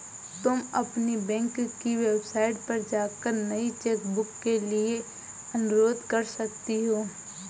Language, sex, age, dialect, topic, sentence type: Hindi, female, 18-24, Awadhi Bundeli, banking, statement